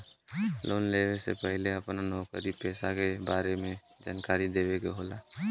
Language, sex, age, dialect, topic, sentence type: Bhojpuri, male, 18-24, Western, banking, question